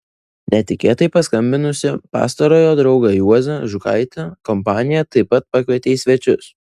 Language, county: Lithuanian, Vilnius